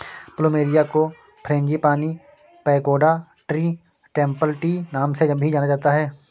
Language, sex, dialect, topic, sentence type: Hindi, male, Kanauji Braj Bhasha, agriculture, statement